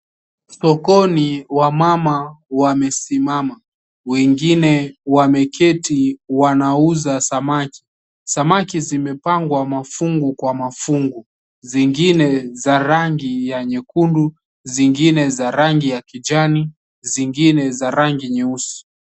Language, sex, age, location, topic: Swahili, male, 18-24, Mombasa, agriculture